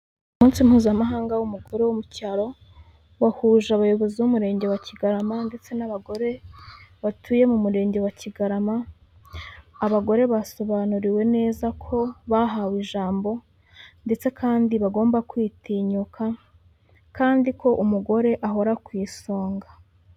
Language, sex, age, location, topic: Kinyarwanda, female, 18-24, Huye, government